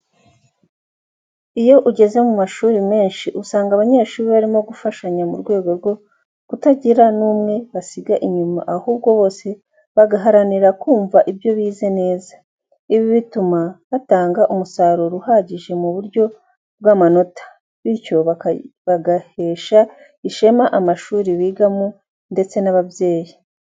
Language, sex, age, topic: Kinyarwanda, female, 25-35, education